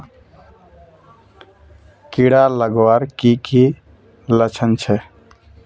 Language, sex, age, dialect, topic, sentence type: Magahi, male, 18-24, Northeastern/Surjapuri, agriculture, question